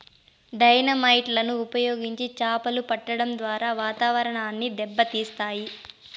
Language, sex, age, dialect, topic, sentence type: Telugu, female, 18-24, Southern, agriculture, statement